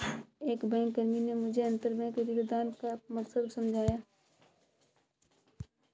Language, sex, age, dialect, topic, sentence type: Hindi, female, 56-60, Kanauji Braj Bhasha, banking, statement